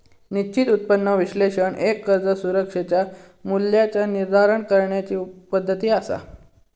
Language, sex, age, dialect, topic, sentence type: Marathi, male, 18-24, Southern Konkan, banking, statement